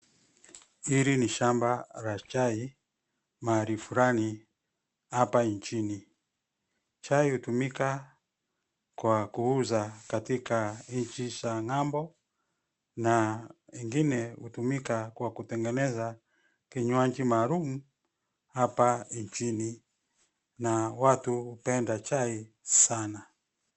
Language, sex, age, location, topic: Swahili, male, 50+, Nairobi, agriculture